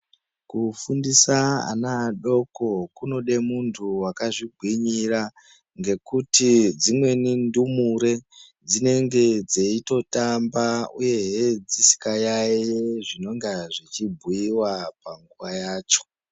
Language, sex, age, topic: Ndau, female, 25-35, education